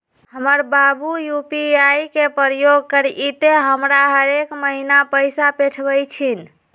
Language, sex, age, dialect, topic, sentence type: Magahi, female, 18-24, Western, banking, statement